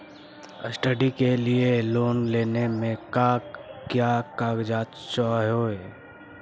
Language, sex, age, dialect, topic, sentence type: Magahi, male, 51-55, Central/Standard, banking, question